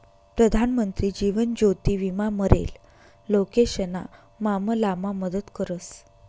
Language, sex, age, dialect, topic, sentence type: Marathi, female, 25-30, Northern Konkan, banking, statement